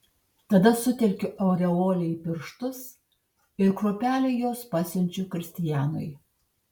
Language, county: Lithuanian, Tauragė